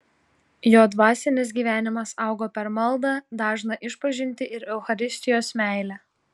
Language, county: Lithuanian, Telšiai